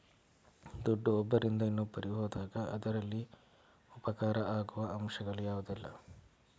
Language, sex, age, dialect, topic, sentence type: Kannada, male, 41-45, Coastal/Dakshin, banking, question